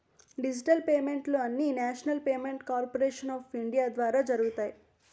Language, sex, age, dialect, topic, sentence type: Telugu, female, 18-24, Utterandhra, banking, statement